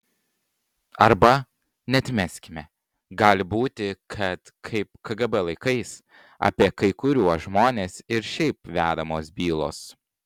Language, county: Lithuanian, Panevėžys